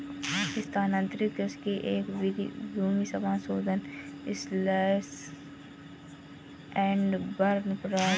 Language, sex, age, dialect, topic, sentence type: Hindi, female, 25-30, Marwari Dhudhari, agriculture, statement